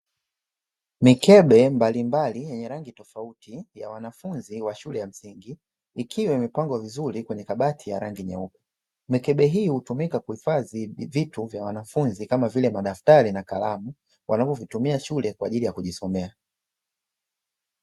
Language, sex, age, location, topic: Swahili, male, 25-35, Dar es Salaam, education